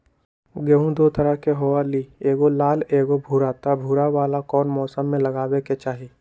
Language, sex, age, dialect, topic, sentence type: Magahi, male, 18-24, Western, agriculture, question